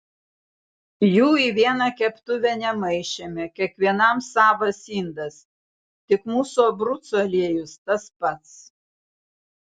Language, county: Lithuanian, Vilnius